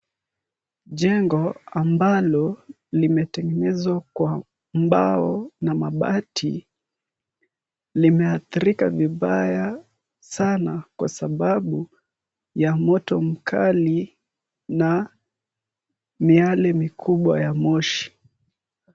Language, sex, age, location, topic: Swahili, male, 18-24, Kisumu, health